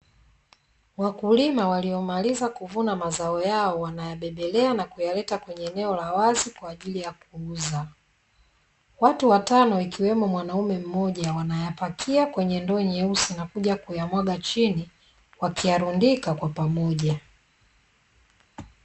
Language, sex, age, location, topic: Swahili, female, 25-35, Dar es Salaam, agriculture